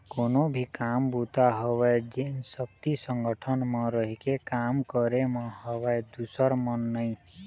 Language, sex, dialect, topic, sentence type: Chhattisgarhi, male, Eastern, banking, statement